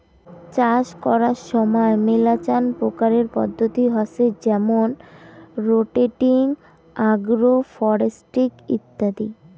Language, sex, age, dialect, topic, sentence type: Bengali, female, 18-24, Rajbangshi, agriculture, statement